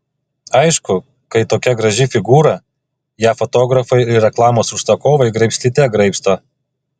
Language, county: Lithuanian, Klaipėda